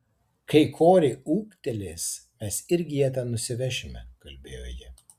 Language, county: Lithuanian, Tauragė